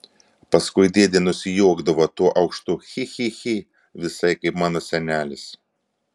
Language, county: Lithuanian, Vilnius